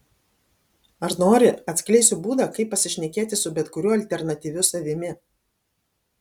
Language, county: Lithuanian, Alytus